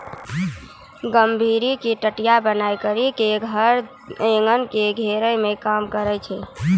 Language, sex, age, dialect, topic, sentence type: Maithili, female, 18-24, Angika, agriculture, statement